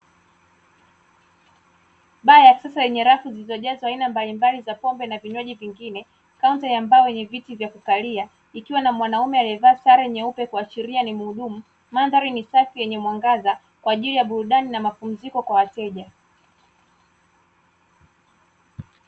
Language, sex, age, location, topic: Swahili, female, 25-35, Dar es Salaam, finance